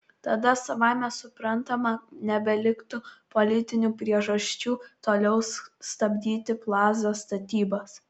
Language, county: Lithuanian, Kaunas